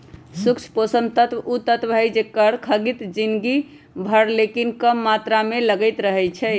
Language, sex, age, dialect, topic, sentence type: Magahi, female, 25-30, Western, agriculture, statement